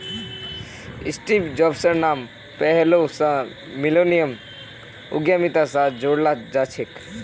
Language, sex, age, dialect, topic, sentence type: Magahi, male, 18-24, Northeastern/Surjapuri, banking, statement